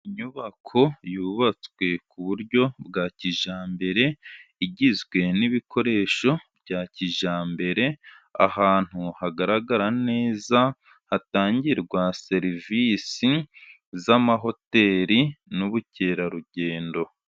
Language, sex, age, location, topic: Kinyarwanda, male, 25-35, Musanze, finance